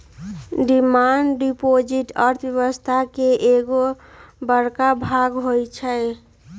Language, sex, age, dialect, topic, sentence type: Magahi, female, 36-40, Western, banking, statement